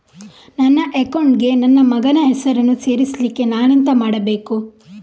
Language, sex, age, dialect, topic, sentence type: Kannada, female, 51-55, Coastal/Dakshin, banking, question